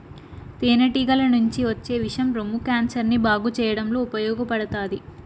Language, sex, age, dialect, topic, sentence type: Telugu, female, 18-24, Southern, agriculture, statement